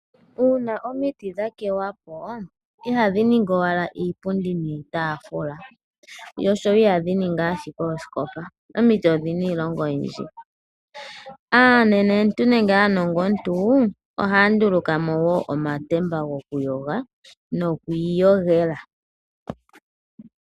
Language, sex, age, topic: Oshiwambo, female, 18-24, finance